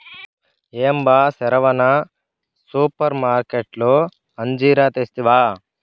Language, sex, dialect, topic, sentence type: Telugu, male, Southern, agriculture, statement